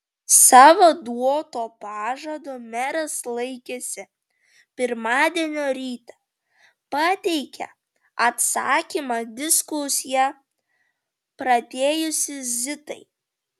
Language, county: Lithuanian, Vilnius